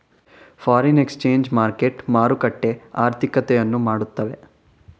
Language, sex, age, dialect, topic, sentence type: Kannada, male, 18-24, Mysore Kannada, banking, statement